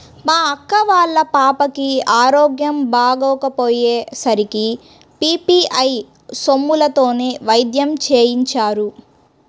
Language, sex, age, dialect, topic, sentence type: Telugu, female, 31-35, Central/Coastal, banking, statement